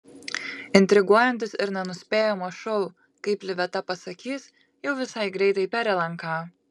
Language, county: Lithuanian, Kaunas